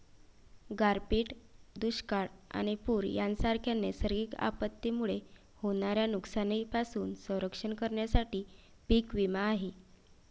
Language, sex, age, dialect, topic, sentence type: Marathi, female, 25-30, Varhadi, banking, statement